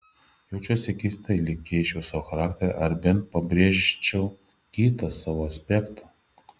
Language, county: Lithuanian, Šiauliai